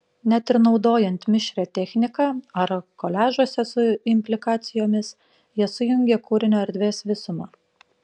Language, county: Lithuanian, Panevėžys